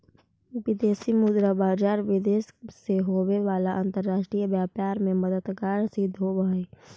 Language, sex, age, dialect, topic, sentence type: Magahi, female, 25-30, Central/Standard, banking, statement